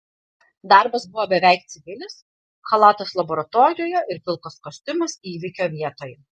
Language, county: Lithuanian, Panevėžys